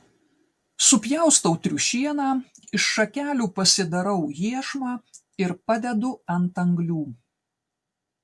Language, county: Lithuanian, Telšiai